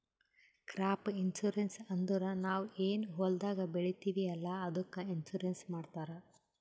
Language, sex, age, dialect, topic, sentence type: Kannada, female, 18-24, Northeastern, banking, statement